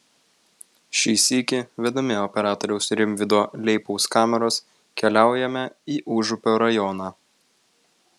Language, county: Lithuanian, Vilnius